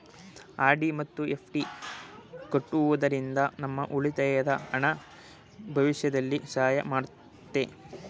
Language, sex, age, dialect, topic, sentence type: Kannada, male, 18-24, Mysore Kannada, banking, statement